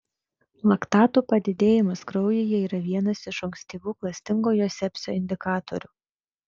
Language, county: Lithuanian, Vilnius